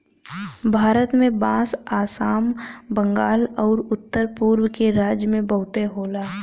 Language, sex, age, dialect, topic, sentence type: Bhojpuri, female, 18-24, Western, agriculture, statement